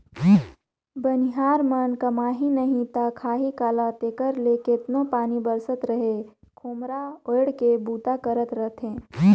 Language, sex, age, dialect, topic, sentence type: Chhattisgarhi, female, 25-30, Northern/Bhandar, agriculture, statement